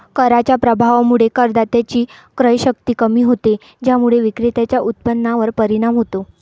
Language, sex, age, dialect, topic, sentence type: Marathi, female, 25-30, Varhadi, banking, statement